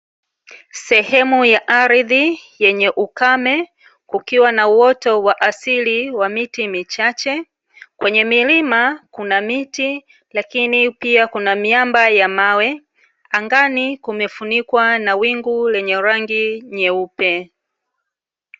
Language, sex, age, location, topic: Swahili, female, 36-49, Dar es Salaam, agriculture